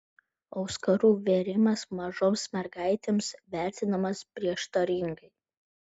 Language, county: Lithuanian, Vilnius